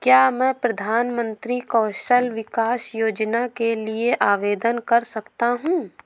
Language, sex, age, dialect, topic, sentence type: Hindi, female, 18-24, Awadhi Bundeli, banking, question